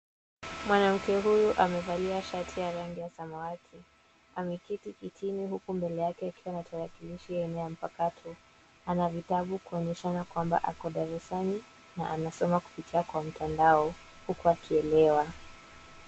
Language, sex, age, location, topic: Swahili, female, 18-24, Nairobi, education